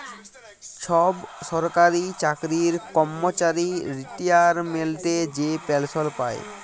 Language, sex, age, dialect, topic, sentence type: Bengali, male, 18-24, Jharkhandi, banking, statement